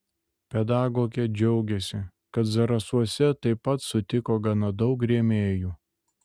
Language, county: Lithuanian, Šiauliai